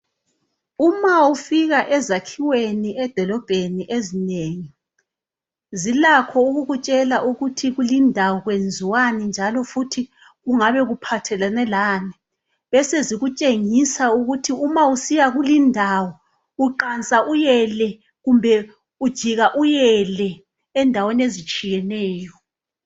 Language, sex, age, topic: North Ndebele, female, 36-49, education